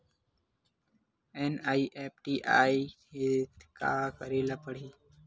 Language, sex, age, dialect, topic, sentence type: Chhattisgarhi, male, 18-24, Western/Budati/Khatahi, banking, question